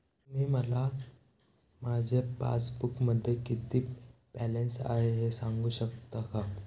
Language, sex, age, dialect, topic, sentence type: Marathi, male, <18, Standard Marathi, banking, question